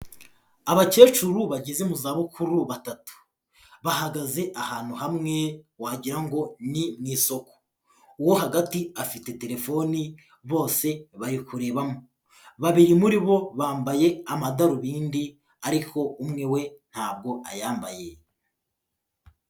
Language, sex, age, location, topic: Kinyarwanda, male, 18-24, Kigali, health